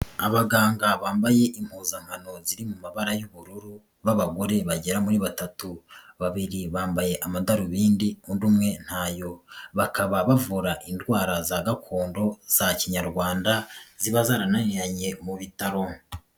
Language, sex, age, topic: Kinyarwanda, female, 25-35, health